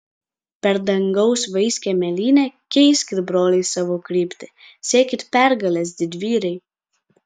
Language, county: Lithuanian, Kaunas